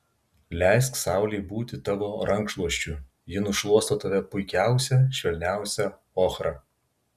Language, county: Lithuanian, Vilnius